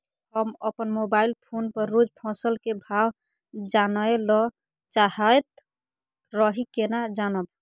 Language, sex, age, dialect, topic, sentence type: Maithili, female, 41-45, Bajjika, agriculture, question